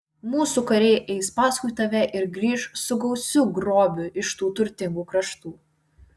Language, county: Lithuanian, Vilnius